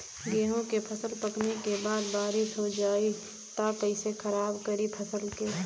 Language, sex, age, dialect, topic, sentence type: Bhojpuri, female, 25-30, Western, agriculture, question